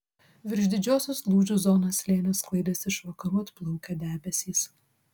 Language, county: Lithuanian, Vilnius